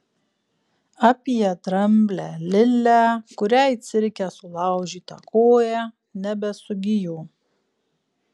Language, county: Lithuanian, Kaunas